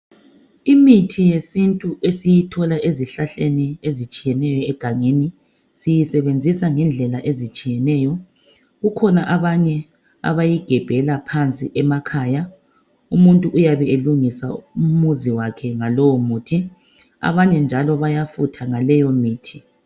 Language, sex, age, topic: North Ndebele, male, 36-49, health